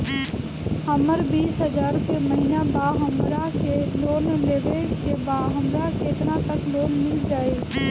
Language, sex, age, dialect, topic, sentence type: Bhojpuri, female, 18-24, Northern, banking, question